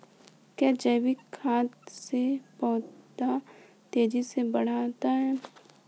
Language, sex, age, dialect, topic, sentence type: Hindi, female, 18-24, Kanauji Braj Bhasha, agriculture, question